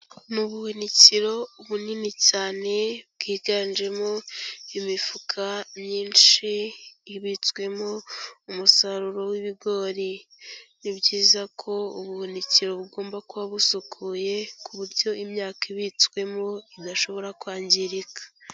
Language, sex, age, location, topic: Kinyarwanda, female, 18-24, Kigali, agriculture